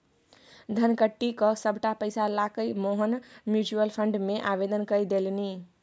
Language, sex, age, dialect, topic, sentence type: Maithili, female, 18-24, Bajjika, banking, statement